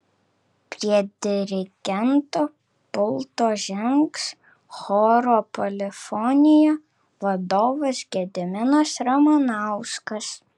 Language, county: Lithuanian, Kaunas